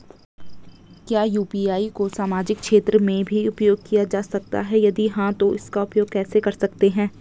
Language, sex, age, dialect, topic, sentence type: Hindi, female, 18-24, Garhwali, banking, question